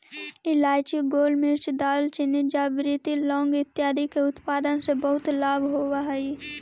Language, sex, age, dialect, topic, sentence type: Magahi, female, 18-24, Central/Standard, agriculture, statement